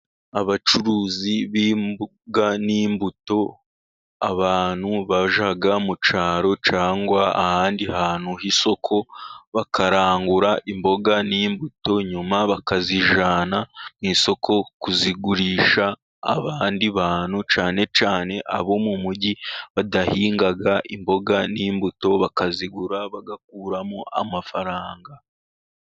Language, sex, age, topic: Kinyarwanda, male, 36-49, finance